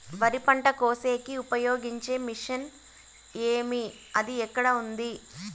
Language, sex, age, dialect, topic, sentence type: Telugu, female, 18-24, Southern, agriculture, question